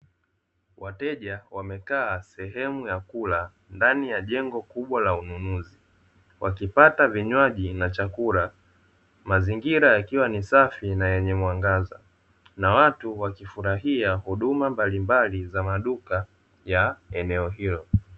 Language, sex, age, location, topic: Swahili, male, 25-35, Dar es Salaam, finance